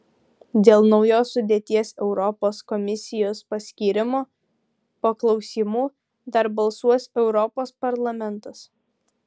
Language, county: Lithuanian, Kaunas